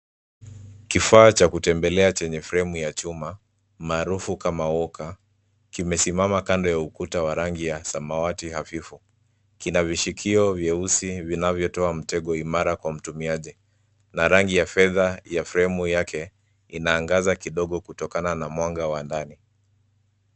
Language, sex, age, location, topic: Swahili, male, 25-35, Nairobi, health